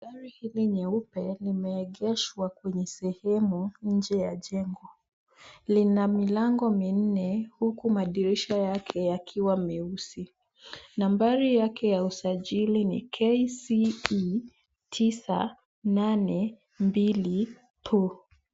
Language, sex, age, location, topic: Swahili, female, 25-35, Nairobi, finance